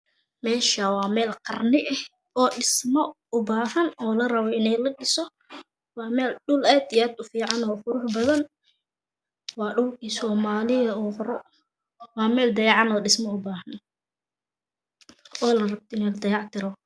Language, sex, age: Somali, female, 18-24